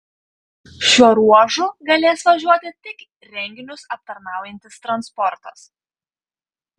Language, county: Lithuanian, Panevėžys